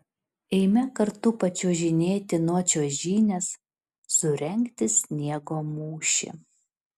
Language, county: Lithuanian, Šiauliai